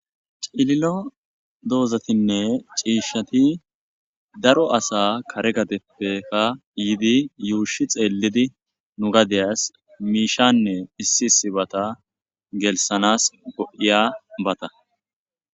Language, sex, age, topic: Gamo, male, 25-35, agriculture